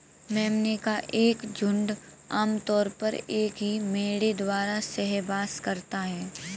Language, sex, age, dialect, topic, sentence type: Hindi, female, 18-24, Kanauji Braj Bhasha, agriculture, statement